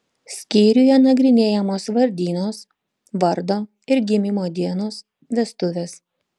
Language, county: Lithuanian, Panevėžys